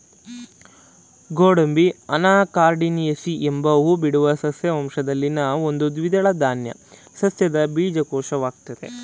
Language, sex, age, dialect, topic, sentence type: Kannada, male, 18-24, Mysore Kannada, agriculture, statement